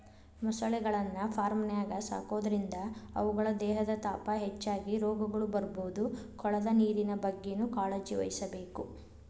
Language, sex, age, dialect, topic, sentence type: Kannada, female, 25-30, Dharwad Kannada, agriculture, statement